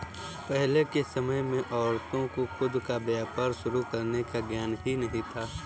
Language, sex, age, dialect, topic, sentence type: Hindi, male, 18-24, Kanauji Braj Bhasha, banking, statement